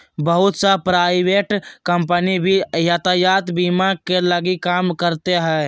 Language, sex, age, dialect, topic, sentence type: Magahi, male, 18-24, Southern, banking, statement